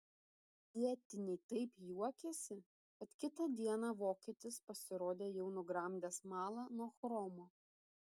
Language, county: Lithuanian, Šiauliai